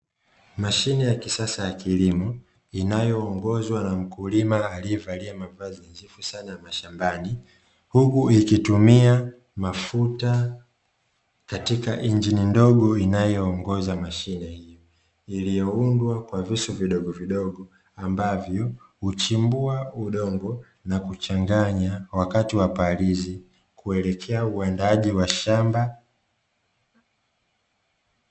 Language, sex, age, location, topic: Swahili, male, 25-35, Dar es Salaam, agriculture